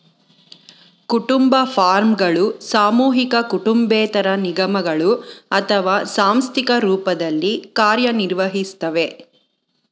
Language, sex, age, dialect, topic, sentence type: Kannada, female, 41-45, Mysore Kannada, agriculture, statement